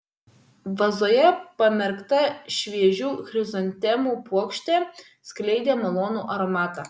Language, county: Lithuanian, Vilnius